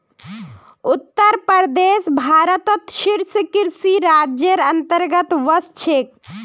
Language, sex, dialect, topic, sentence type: Magahi, female, Northeastern/Surjapuri, agriculture, statement